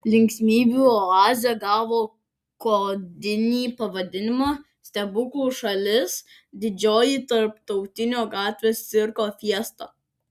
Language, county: Lithuanian, Klaipėda